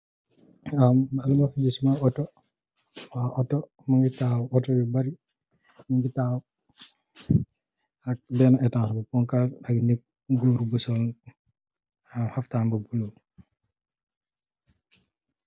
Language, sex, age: Wolof, male, 18-24